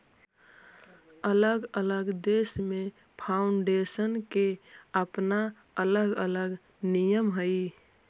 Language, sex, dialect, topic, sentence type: Magahi, female, Central/Standard, banking, statement